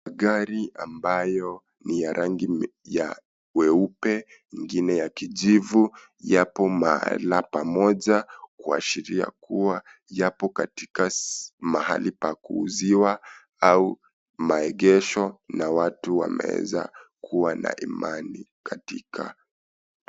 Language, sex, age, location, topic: Swahili, male, 25-35, Kisii, finance